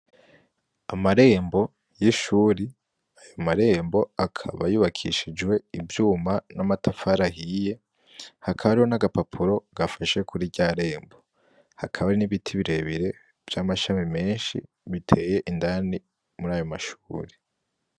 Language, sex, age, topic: Rundi, male, 18-24, education